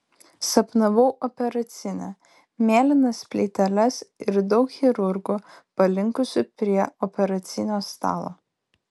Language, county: Lithuanian, Vilnius